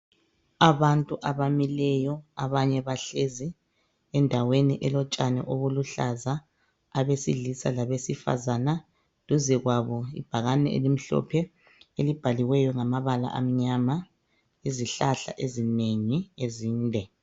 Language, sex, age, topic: North Ndebele, female, 25-35, health